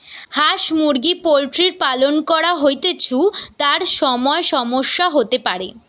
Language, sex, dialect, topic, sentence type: Bengali, female, Western, agriculture, statement